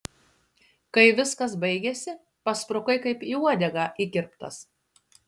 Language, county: Lithuanian, Šiauliai